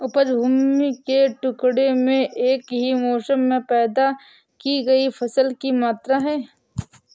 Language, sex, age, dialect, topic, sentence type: Hindi, female, 56-60, Awadhi Bundeli, banking, statement